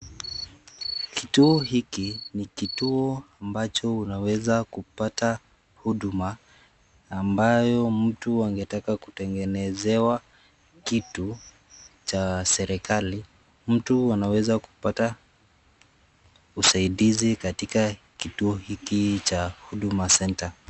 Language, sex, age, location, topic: Swahili, male, 50+, Nakuru, government